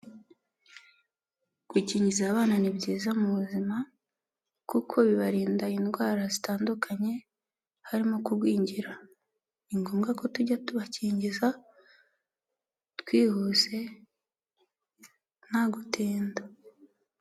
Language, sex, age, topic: Kinyarwanda, female, 18-24, health